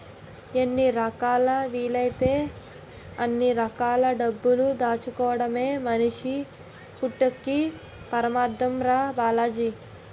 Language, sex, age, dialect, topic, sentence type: Telugu, female, 60-100, Utterandhra, banking, statement